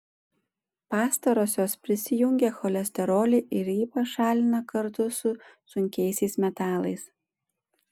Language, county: Lithuanian, Panevėžys